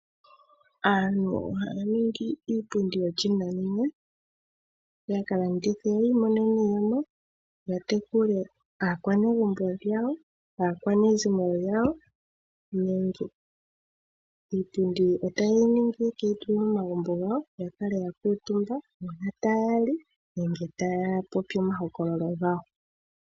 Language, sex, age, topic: Oshiwambo, female, 18-24, finance